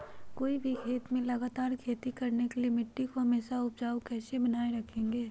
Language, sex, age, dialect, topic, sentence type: Magahi, female, 31-35, Western, agriculture, question